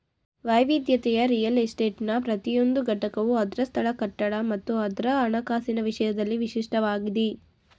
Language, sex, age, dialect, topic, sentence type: Kannada, female, 18-24, Mysore Kannada, banking, statement